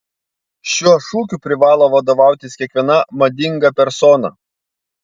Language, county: Lithuanian, Panevėžys